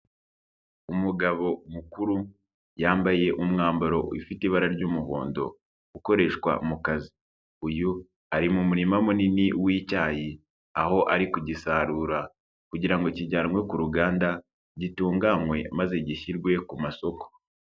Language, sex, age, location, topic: Kinyarwanda, male, 25-35, Nyagatare, agriculture